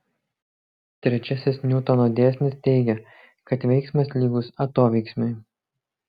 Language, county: Lithuanian, Kaunas